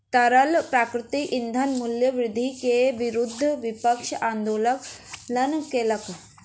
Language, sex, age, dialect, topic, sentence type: Maithili, female, 51-55, Southern/Standard, agriculture, statement